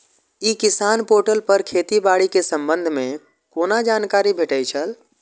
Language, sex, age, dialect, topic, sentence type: Maithili, male, 25-30, Eastern / Thethi, agriculture, question